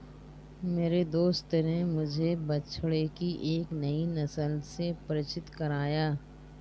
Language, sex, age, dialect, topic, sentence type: Hindi, female, 36-40, Marwari Dhudhari, agriculture, statement